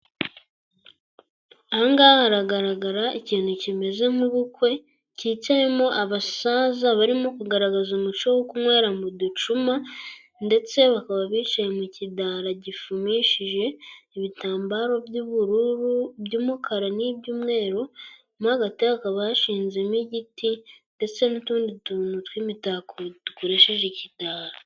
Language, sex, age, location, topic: Kinyarwanda, female, 18-24, Gakenke, government